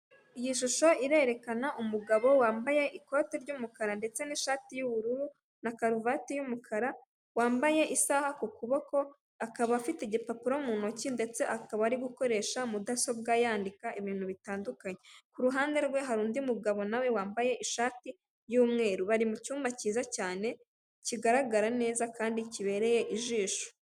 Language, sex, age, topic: Kinyarwanda, female, 18-24, finance